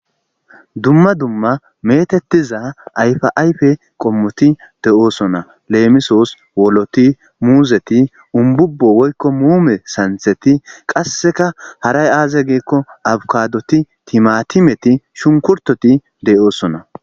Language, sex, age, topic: Gamo, male, 25-35, agriculture